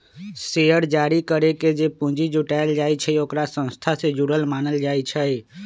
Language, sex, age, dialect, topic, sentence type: Magahi, male, 25-30, Western, banking, statement